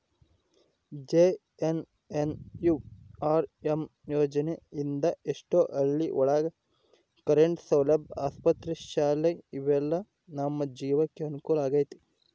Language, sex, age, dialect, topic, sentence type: Kannada, male, 25-30, Central, banking, statement